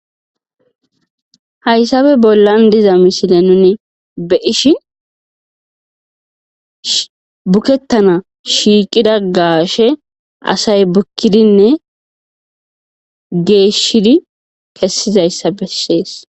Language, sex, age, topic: Gamo, female, 25-35, agriculture